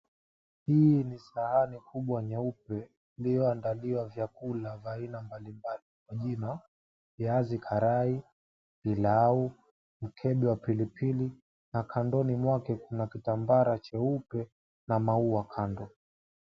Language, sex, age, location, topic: Swahili, male, 18-24, Mombasa, agriculture